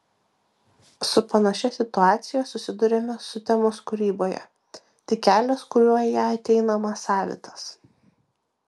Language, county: Lithuanian, Vilnius